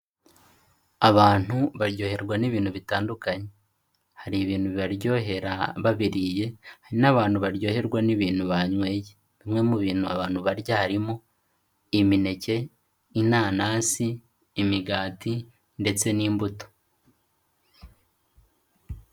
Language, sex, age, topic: Kinyarwanda, male, 18-24, finance